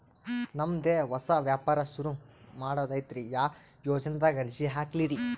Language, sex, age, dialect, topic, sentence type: Kannada, male, 31-35, Northeastern, banking, question